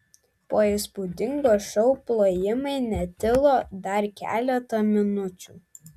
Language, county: Lithuanian, Vilnius